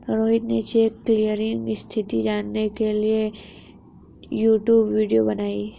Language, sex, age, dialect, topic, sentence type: Hindi, female, 31-35, Hindustani Malvi Khadi Boli, banking, statement